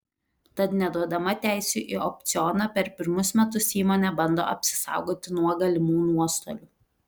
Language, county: Lithuanian, Telšiai